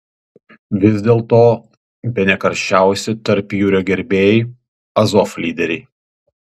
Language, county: Lithuanian, Panevėžys